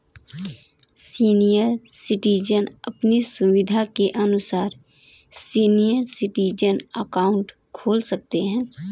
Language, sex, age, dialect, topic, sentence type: Hindi, female, 18-24, Kanauji Braj Bhasha, banking, statement